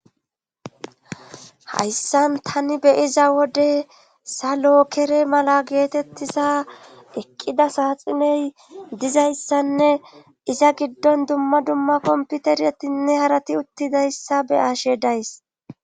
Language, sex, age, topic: Gamo, female, 25-35, government